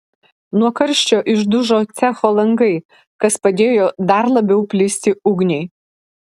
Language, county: Lithuanian, Alytus